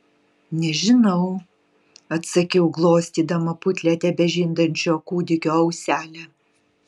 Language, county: Lithuanian, Utena